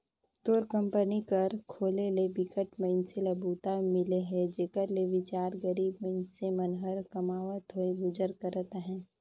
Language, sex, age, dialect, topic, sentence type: Chhattisgarhi, female, 18-24, Northern/Bhandar, banking, statement